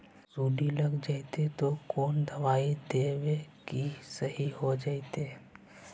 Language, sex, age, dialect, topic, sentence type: Magahi, male, 56-60, Central/Standard, agriculture, question